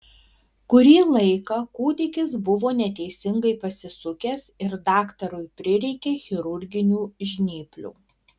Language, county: Lithuanian, Alytus